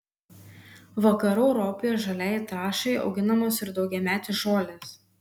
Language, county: Lithuanian, Kaunas